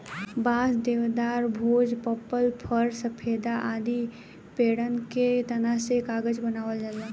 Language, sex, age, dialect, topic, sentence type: Bhojpuri, female, 18-24, Southern / Standard, agriculture, statement